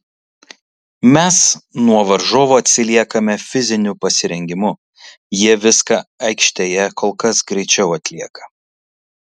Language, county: Lithuanian, Kaunas